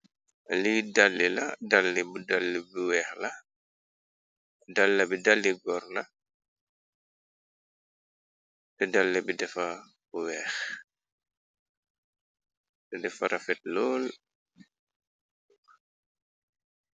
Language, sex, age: Wolof, male, 36-49